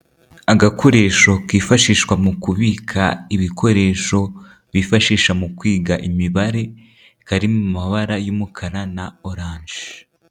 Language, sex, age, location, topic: Kinyarwanda, male, 18-24, Nyagatare, education